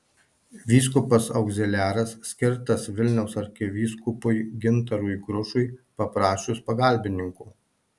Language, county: Lithuanian, Marijampolė